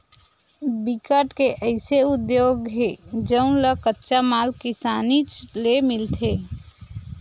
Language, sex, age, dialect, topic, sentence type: Chhattisgarhi, female, 46-50, Western/Budati/Khatahi, banking, statement